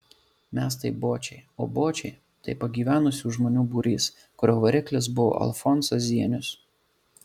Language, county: Lithuanian, Marijampolė